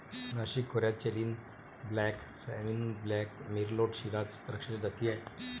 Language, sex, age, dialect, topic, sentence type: Marathi, male, 36-40, Varhadi, agriculture, statement